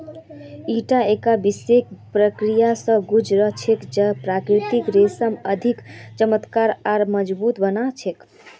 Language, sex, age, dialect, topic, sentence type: Magahi, female, 46-50, Northeastern/Surjapuri, agriculture, statement